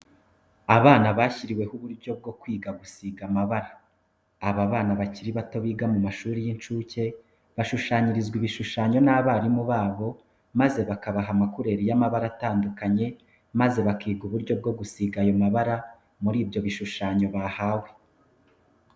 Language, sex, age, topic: Kinyarwanda, male, 25-35, education